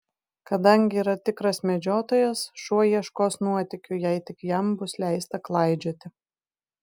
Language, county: Lithuanian, Vilnius